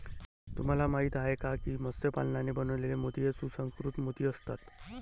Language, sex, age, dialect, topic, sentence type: Marathi, male, 31-35, Varhadi, agriculture, statement